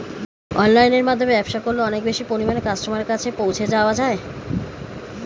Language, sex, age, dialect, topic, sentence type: Bengali, female, 41-45, Standard Colloquial, agriculture, question